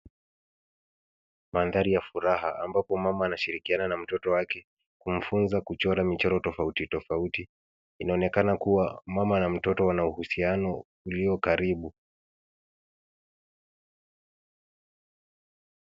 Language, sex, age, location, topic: Swahili, male, 18-24, Nairobi, education